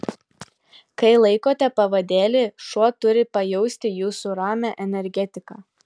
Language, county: Lithuanian, Telšiai